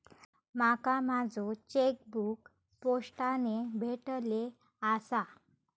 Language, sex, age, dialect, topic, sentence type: Marathi, female, 25-30, Southern Konkan, banking, statement